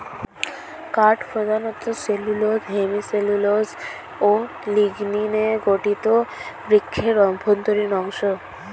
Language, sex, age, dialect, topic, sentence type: Bengali, female, 18-24, Standard Colloquial, agriculture, statement